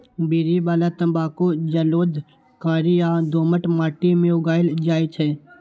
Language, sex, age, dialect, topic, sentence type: Maithili, male, 18-24, Eastern / Thethi, agriculture, statement